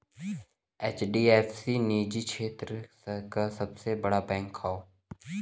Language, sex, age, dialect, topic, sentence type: Bhojpuri, male, <18, Western, banking, statement